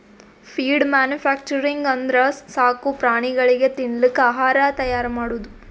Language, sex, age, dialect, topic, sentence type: Kannada, female, 25-30, Northeastern, agriculture, statement